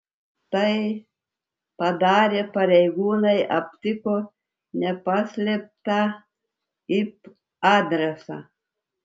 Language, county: Lithuanian, Telšiai